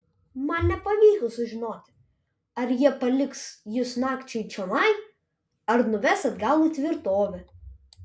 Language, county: Lithuanian, Vilnius